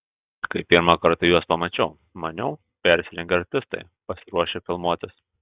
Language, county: Lithuanian, Telšiai